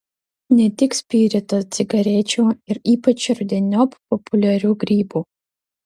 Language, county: Lithuanian, Utena